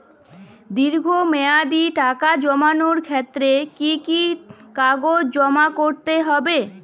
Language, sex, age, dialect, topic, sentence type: Bengali, female, 18-24, Jharkhandi, banking, question